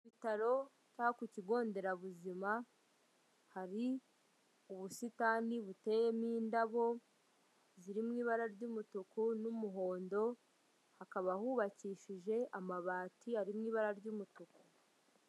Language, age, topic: Kinyarwanda, 25-35, government